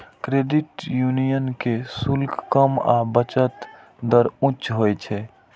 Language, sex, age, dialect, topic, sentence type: Maithili, male, 41-45, Eastern / Thethi, banking, statement